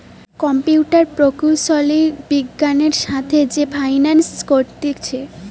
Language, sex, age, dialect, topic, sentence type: Bengali, female, 18-24, Western, banking, statement